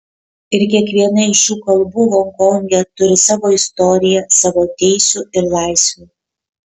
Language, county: Lithuanian, Kaunas